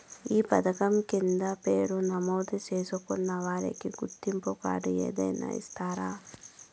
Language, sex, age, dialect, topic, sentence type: Telugu, female, 31-35, Southern, banking, question